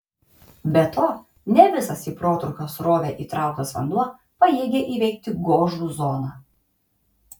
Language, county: Lithuanian, Kaunas